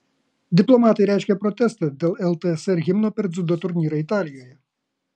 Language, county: Lithuanian, Kaunas